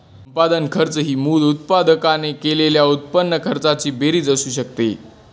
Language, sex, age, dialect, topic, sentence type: Marathi, male, 18-24, Northern Konkan, banking, statement